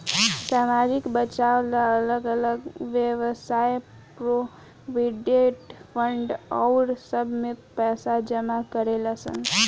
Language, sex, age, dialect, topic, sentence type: Bhojpuri, female, 18-24, Southern / Standard, banking, statement